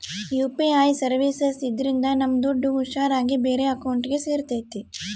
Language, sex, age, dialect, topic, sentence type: Kannada, female, 18-24, Central, banking, statement